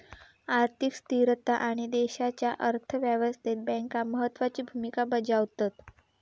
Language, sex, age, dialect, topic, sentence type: Marathi, female, 18-24, Southern Konkan, banking, statement